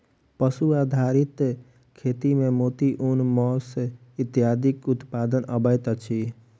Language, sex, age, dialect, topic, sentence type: Maithili, male, 46-50, Southern/Standard, agriculture, statement